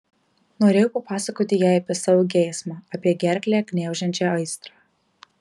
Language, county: Lithuanian, Marijampolė